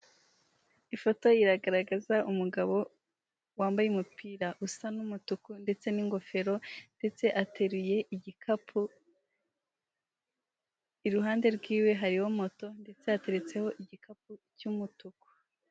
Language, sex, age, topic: Kinyarwanda, female, 18-24, finance